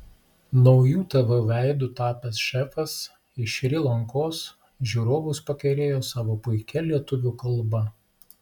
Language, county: Lithuanian, Klaipėda